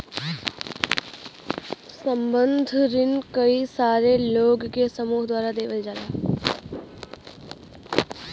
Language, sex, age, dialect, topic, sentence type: Bhojpuri, female, 18-24, Western, banking, statement